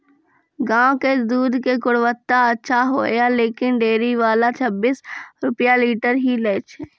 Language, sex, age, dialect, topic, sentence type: Maithili, female, 36-40, Angika, agriculture, question